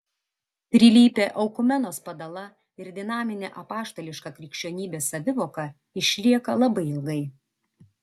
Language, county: Lithuanian, Vilnius